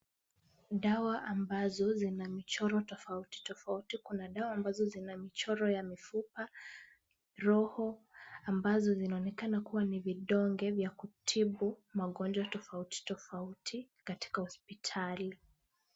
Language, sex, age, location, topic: Swahili, female, 18-24, Kisumu, health